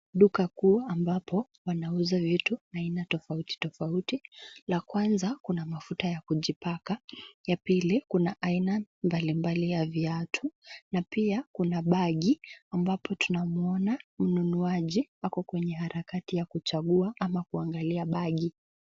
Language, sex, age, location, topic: Swahili, male, 18-24, Nairobi, finance